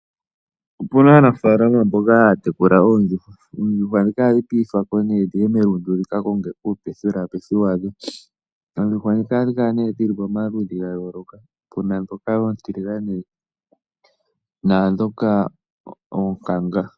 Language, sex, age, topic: Oshiwambo, male, 18-24, agriculture